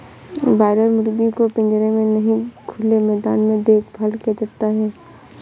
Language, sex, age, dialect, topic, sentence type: Hindi, female, 51-55, Awadhi Bundeli, agriculture, statement